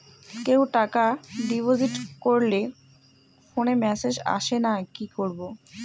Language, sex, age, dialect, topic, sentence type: Bengali, female, 18-24, Rajbangshi, banking, question